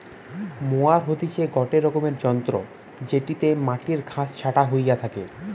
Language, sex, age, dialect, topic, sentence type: Bengali, female, 25-30, Western, agriculture, statement